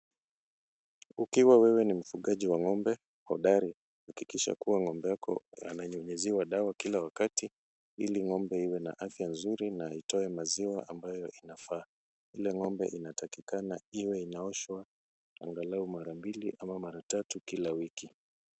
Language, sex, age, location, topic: Swahili, male, 36-49, Kisumu, agriculture